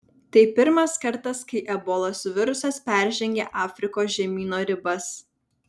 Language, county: Lithuanian, Vilnius